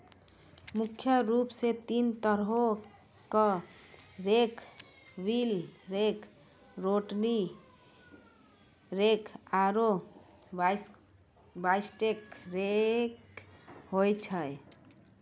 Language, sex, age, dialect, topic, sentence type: Maithili, female, 60-100, Angika, agriculture, statement